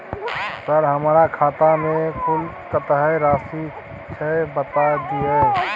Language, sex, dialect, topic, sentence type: Maithili, male, Bajjika, banking, question